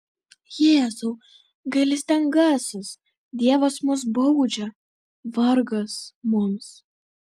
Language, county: Lithuanian, Vilnius